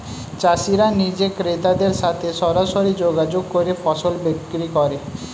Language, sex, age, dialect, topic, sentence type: Bengali, male, 25-30, Standard Colloquial, agriculture, statement